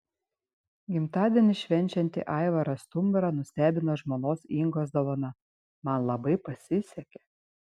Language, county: Lithuanian, Šiauliai